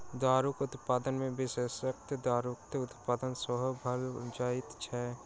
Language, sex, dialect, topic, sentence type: Maithili, male, Southern/Standard, agriculture, statement